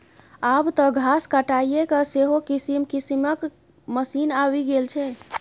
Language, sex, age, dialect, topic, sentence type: Maithili, female, 31-35, Bajjika, agriculture, statement